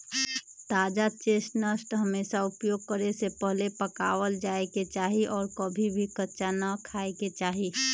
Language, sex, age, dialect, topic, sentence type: Magahi, female, 31-35, Western, agriculture, statement